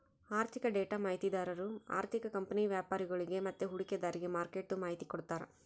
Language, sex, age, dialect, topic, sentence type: Kannada, female, 18-24, Central, banking, statement